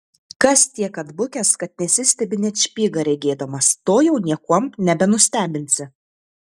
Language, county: Lithuanian, Tauragė